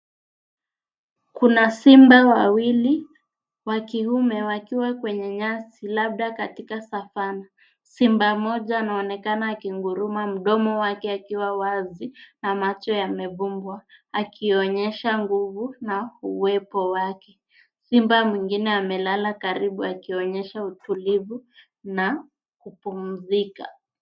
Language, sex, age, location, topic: Swahili, female, 50+, Nairobi, government